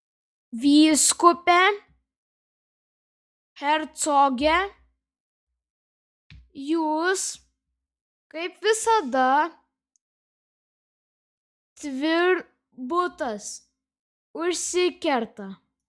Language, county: Lithuanian, Šiauliai